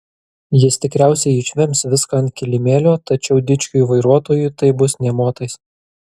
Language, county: Lithuanian, Kaunas